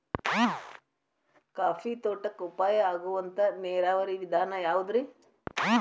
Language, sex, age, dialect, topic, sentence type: Kannada, female, 60-100, Dharwad Kannada, agriculture, question